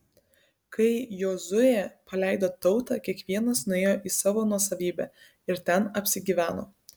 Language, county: Lithuanian, Kaunas